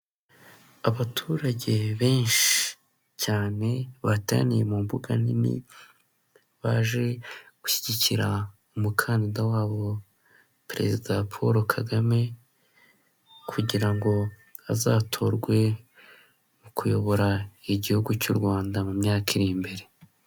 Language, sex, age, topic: Kinyarwanda, male, 18-24, government